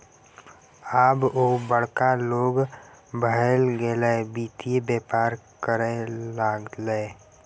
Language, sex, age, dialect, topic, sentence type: Maithili, female, 60-100, Bajjika, banking, statement